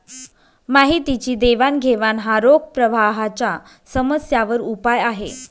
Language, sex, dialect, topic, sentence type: Marathi, female, Northern Konkan, banking, statement